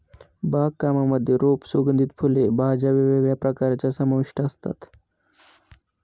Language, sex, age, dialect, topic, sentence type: Marathi, male, 25-30, Northern Konkan, agriculture, statement